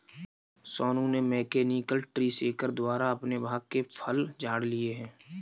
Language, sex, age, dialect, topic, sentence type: Hindi, male, 41-45, Kanauji Braj Bhasha, agriculture, statement